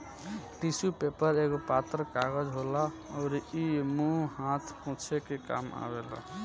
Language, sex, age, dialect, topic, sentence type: Bhojpuri, male, 18-24, Southern / Standard, agriculture, statement